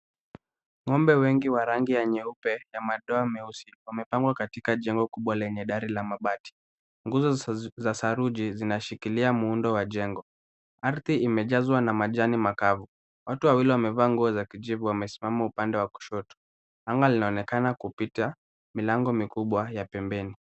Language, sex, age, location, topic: Swahili, male, 18-24, Kisumu, agriculture